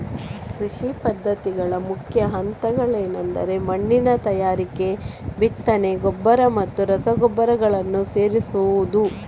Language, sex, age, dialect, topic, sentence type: Kannada, female, 31-35, Coastal/Dakshin, agriculture, statement